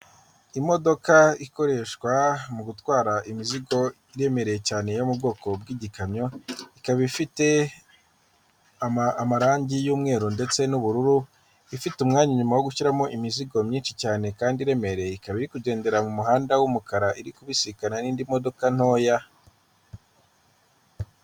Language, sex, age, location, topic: Kinyarwanda, female, 36-49, Kigali, government